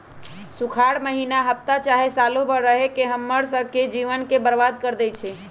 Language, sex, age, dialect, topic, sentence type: Magahi, male, 18-24, Western, agriculture, statement